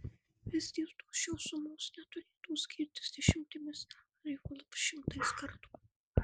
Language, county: Lithuanian, Marijampolė